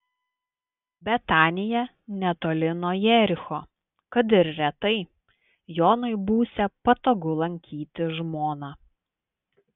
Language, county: Lithuanian, Klaipėda